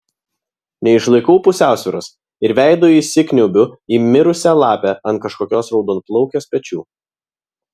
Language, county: Lithuanian, Vilnius